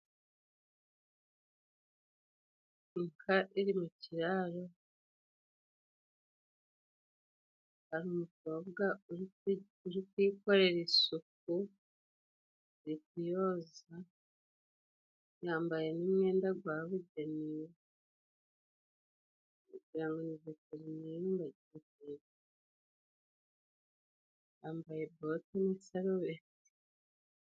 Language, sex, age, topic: Kinyarwanda, female, 36-49, agriculture